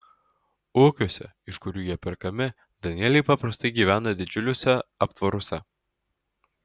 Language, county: Lithuanian, Alytus